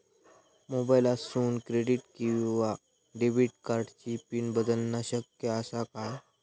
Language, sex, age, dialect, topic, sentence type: Marathi, male, 25-30, Southern Konkan, banking, question